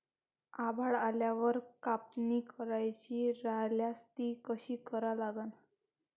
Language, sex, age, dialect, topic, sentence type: Marathi, female, 18-24, Varhadi, agriculture, question